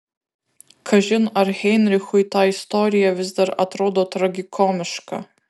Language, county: Lithuanian, Kaunas